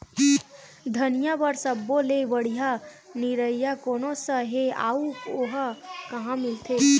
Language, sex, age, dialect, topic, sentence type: Chhattisgarhi, female, 18-24, Western/Budati/Khatahi, agriculture, question